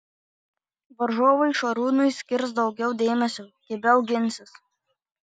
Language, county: Lithuanian, Marijampolė